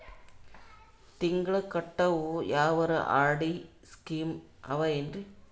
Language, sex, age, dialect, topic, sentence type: Kannada, female, 36-40, Northeastern, banking, question